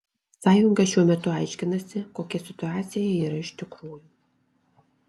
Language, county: Lithuanian, Alytus